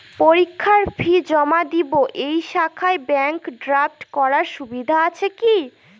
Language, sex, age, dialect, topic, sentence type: Bengali, female, 18-24, Northern/Varendri, banking, question